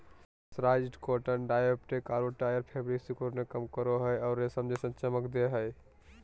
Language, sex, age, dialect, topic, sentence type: Magahi, male, 18-24, Southern, agriculture, statement